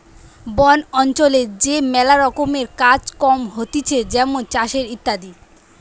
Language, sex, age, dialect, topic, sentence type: Bengali, female, 18-24, Western, agriculture, statement